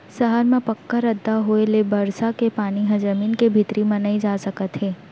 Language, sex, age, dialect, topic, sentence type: Chhattisgarhi, female, 18-24, Central, agriculture, statement